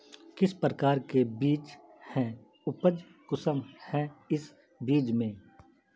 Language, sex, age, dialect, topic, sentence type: Magahi, male, 31-35, Northeastern/Surjapuri, agriculture, question